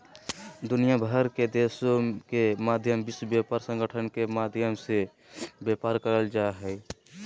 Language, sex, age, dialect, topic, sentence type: Magahi, male, 18-24, Southern, banking, statement